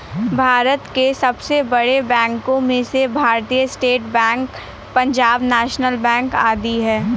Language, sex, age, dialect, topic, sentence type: Hindi, female, 18-24, Awadhi Bundeli, banking, statement